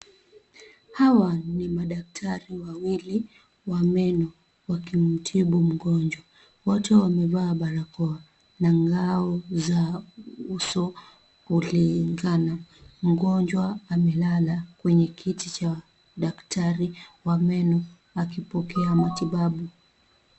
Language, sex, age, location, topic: Swahili, female, 18-24, Kisii, health